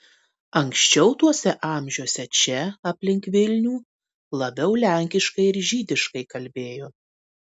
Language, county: Lithuanian, Tauragė